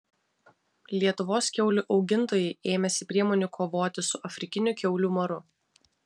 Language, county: Lithuanian, Vilnius